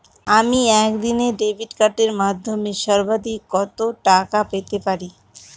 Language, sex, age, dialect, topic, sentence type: Bengali, female, 25-30, Northern/Varendri, banking, question